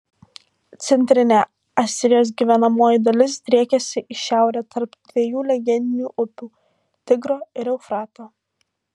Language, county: Lithuanian, Alytus